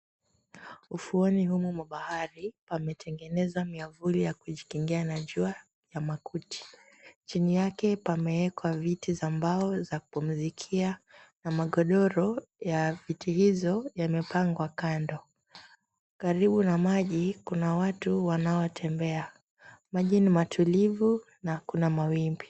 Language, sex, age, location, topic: Swahili, female, 25-35, Mombasa, government